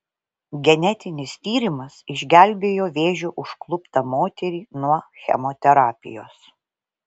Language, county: Lithuanian, Vilnius